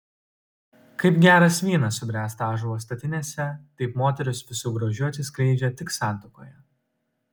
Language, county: Lithuanian, Utena